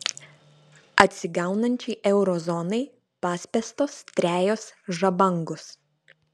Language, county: Lithuanian, Vilnius